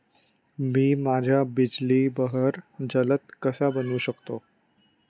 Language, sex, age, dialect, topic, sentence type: Marathi, male, 25-30, Standard Marathi, agriculture, question